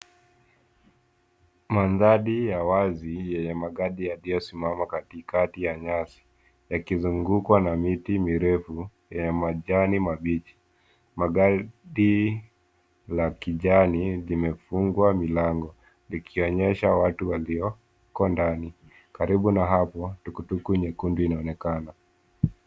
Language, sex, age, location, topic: Swahili, male, 18-24, Nairobi, finance